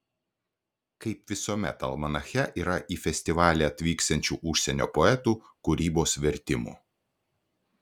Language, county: Lithuanian, Klaipėda